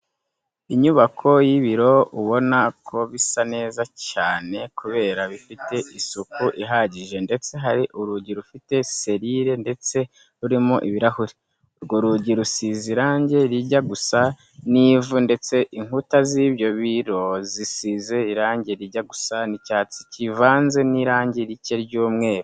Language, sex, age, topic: Kinyarwanda, male, 18-24, education